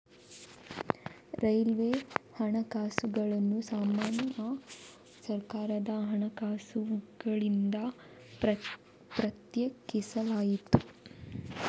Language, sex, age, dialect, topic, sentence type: Kannada, female, 25-30, Coastal/Dakshin, banking, statement